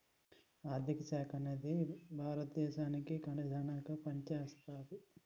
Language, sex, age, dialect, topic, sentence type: Telugu, male, 51-55, Utterandhra, banking, statement